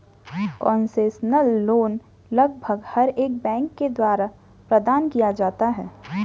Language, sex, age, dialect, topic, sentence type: Hindi, female, 18-24, Garhwali, banking, statement